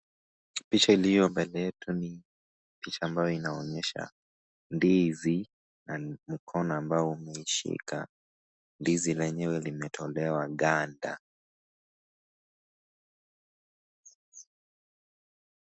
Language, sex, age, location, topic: Swahili, male, 18-24, Nakuru, agriculture